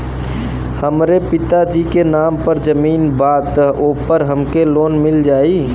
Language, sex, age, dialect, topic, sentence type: Bhojpuri, male, 25-30, Western, banking, question